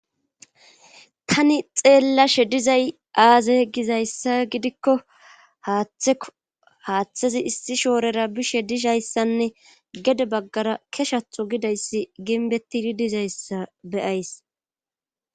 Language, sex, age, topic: Gamo, female, 25-35, government